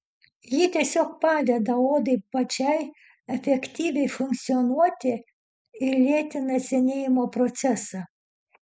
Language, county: Lithuanian, Utena